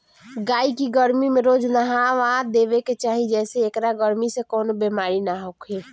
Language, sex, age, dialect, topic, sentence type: Bhojpuri, male, 18-24, Northern, agriculture, statement